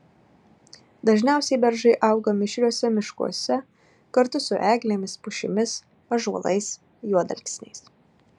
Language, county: Lithuanian, Marijampolė